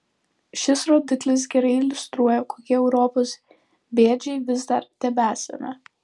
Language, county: Lithuanian, Vilnius